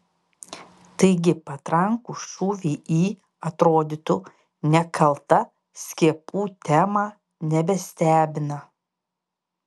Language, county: Lithuanian, Panevėžys